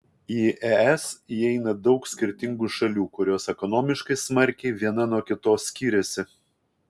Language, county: Lithuanian, Kaunas